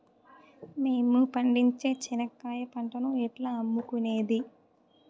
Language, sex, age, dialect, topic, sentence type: Telugu, male, 18-24, Southern, agriculture, question